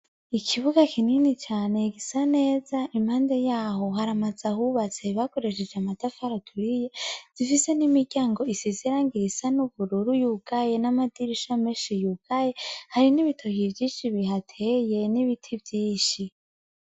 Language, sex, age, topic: Rundi, female, 18-24, education